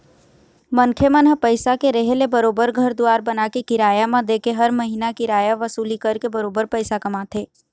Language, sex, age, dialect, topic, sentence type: Chhattisgarhi, female, 36-40, Eastern, banking, statement